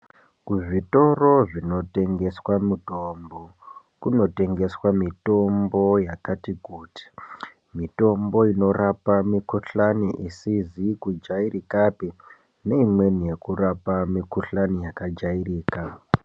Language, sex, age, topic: Ndau, male, 18-24, health